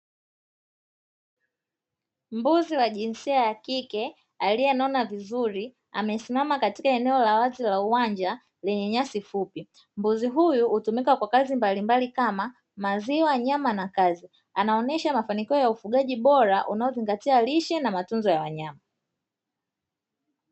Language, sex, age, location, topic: Swahili, female, 25-35, Dar es Salaam, agriculture